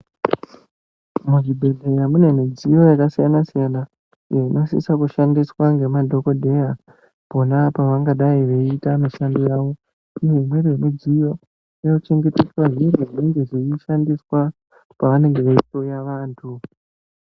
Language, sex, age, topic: Ndau, male, 18-24, health